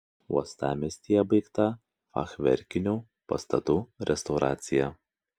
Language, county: Lithuanian, Kaunas